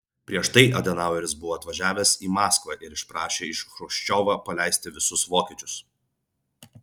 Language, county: Lithuanian, Vilnius